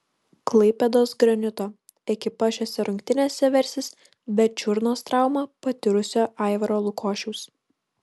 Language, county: Lithuanian, Kaunas